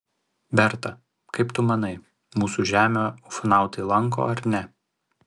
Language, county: Lithuanian, Vilnius